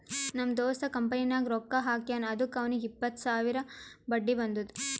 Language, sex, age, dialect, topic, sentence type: Kannada, female, 18-24, Northeastern, banking, statement